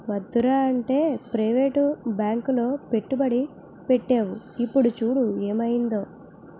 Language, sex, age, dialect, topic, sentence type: Telugu, female, 18-24, Utterandhra, banking, statement